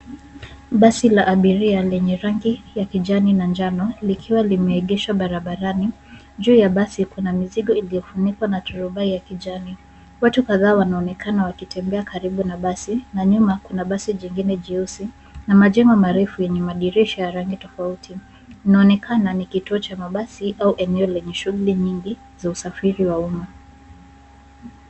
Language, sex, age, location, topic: Swahili, female, 36-49, Nairobi, government